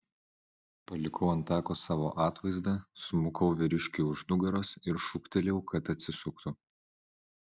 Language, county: Lithuanian, Vilnius